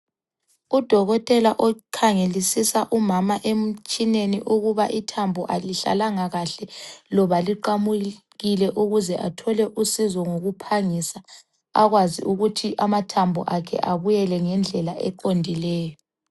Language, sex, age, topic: North Ndebele, female, 25-35, health